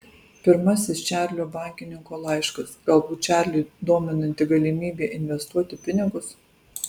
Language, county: Lithuanian, Alytus